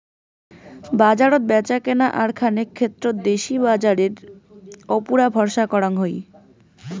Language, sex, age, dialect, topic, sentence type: Bengali, female, 18-24, Rajbangshi, agriculture, statement